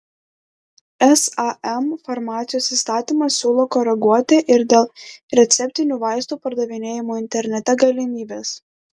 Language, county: Lithuanian, Klaipėda